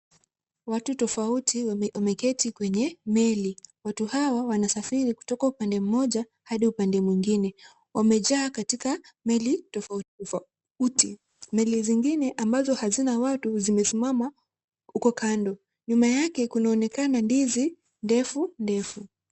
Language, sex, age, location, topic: Swahili, female, 18-24, Kisumu, health